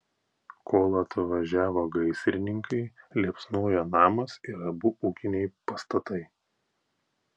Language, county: Lithuanian, Klaipėda